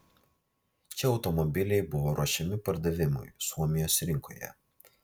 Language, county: Lithuanian, Vilnius